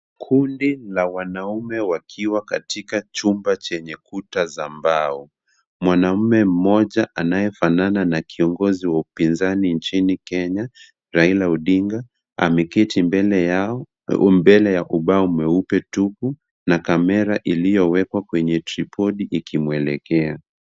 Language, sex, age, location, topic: Swahili, male, 50+, Kisumu, government